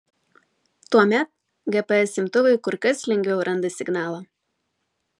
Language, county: Lithuanian, Vilnius